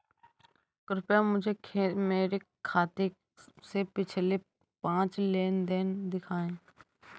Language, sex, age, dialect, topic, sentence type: Hindi, female, 18-24, Awadhi Bundeli, banking, statement